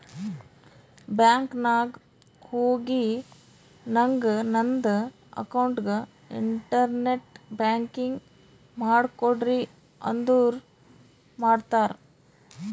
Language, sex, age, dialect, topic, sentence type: Kannada, female, 36-40, Northeastern, banking, statement